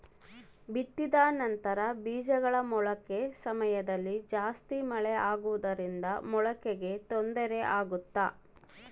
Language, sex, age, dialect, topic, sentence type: Kannada, female, 36-40, Central, agriculture, question